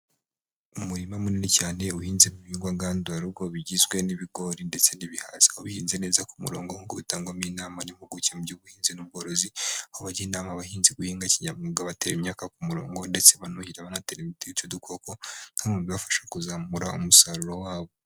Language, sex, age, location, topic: Kinyarwanda, male, 25-35, Huye, agriculture